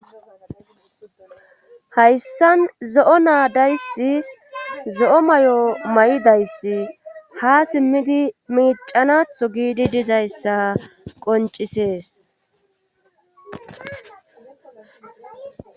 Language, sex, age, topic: Gamo, female, 25-35, government